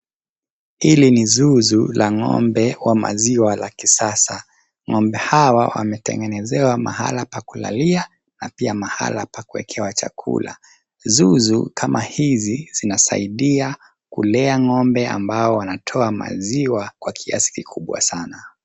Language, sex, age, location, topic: Swahili, male, 25-35, Nairobi, agriculture